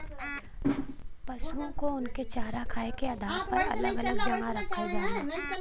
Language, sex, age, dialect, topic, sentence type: Bhojpuri, female, 18-24, Western, agriculture, statement